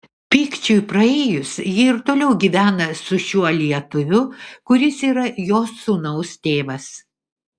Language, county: Lithuanian, Vilnius